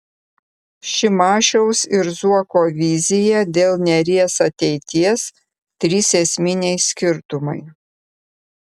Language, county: Lithuanian, Vilnius